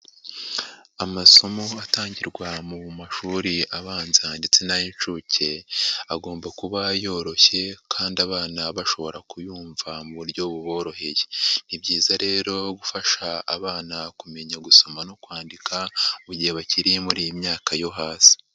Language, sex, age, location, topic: Kinyarwanda, male, 50+, Nyagatare, education